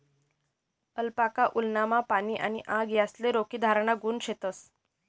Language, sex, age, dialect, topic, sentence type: Marathi, female, 51-55, Northern Konkan, agriculture, statement